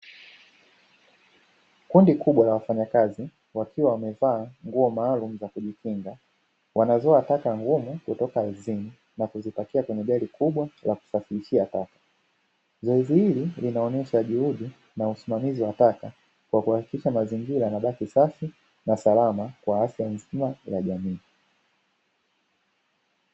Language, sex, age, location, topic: Swahili, male, 25-35, Dar es Salaam, government